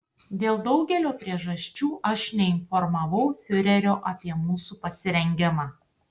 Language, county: Lithuanian, Tauragė